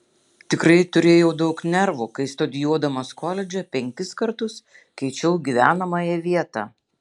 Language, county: Lithuanian, Šiauliai